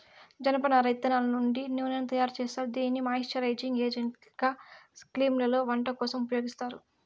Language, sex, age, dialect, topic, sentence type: Telugu, female, 60-100, Southern, agriculture, statement